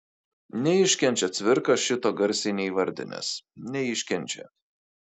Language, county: Lithuanian, Kaunas